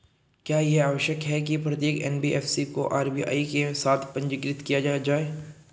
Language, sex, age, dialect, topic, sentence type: Hindi, male, 25-30, Hindustani Malvi Khadi Boli, banking, question